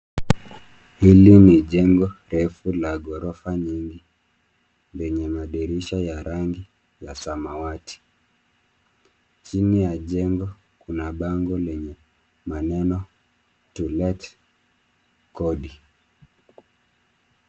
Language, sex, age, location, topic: Swahili, male, 25-35, Nairobi, finance